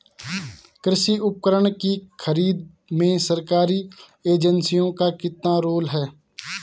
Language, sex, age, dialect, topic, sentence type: Hindi, male, 18-24, Garhwali, agriculture, question